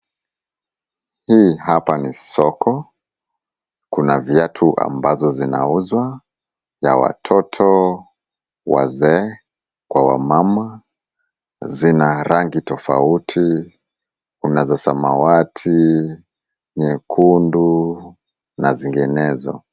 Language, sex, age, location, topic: Swahili, male, 25-35, Kisumu, finance